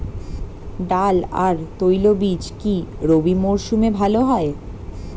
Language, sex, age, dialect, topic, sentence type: Bengali, female, 18-24, Standard Colloquial, agriculture, question